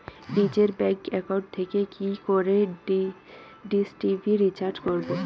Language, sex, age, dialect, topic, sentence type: Bengali, female, 18-24, Rajbangshi, banking, question